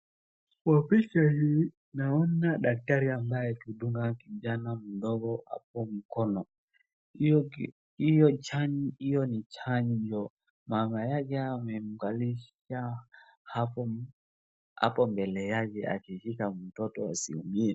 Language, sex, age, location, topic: Swahili, male, 36-49, Wajir, health